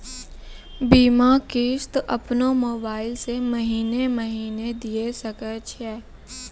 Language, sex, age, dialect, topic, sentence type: Maithili, female, 18-24, Angika, banking, question